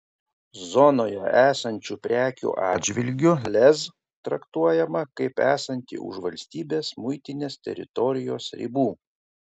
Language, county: Lithuanian, Kaunas